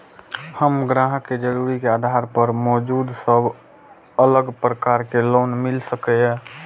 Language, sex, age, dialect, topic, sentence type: Maithili, male, 18-24, Eastern / Thethi, banking, question